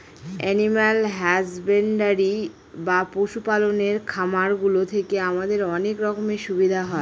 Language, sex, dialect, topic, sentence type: Bengali, female, Northern/Varendri, agriculture, statement